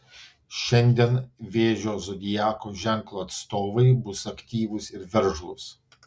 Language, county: Lithuanian, Vilnius